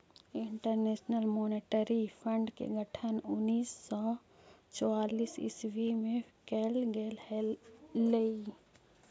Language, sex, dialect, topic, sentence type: Magahi, female, Central/Standard, agriculture, statement